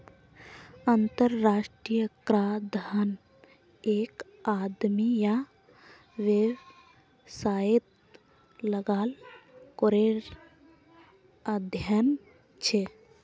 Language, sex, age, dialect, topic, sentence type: Magahi, female, 18-24, Northeastern/Surjapuri, banking, statement